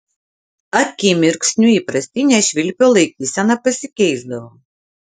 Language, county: Lithuanian, Utena